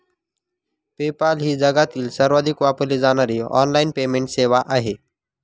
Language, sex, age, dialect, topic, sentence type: Marathi, male, 36-40, Northern Konkan, banking, statement